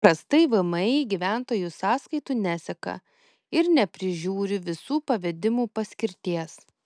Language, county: Lithuanian, Kaunas